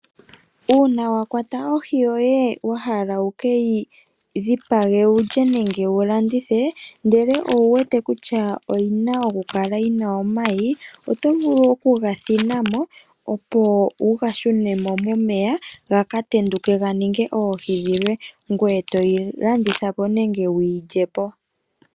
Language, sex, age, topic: Oshiwambo, female, 36-49, agriculture